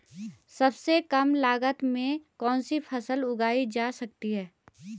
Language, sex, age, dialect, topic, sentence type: Hindi, female, 25-30, Garhwali, agriculture, question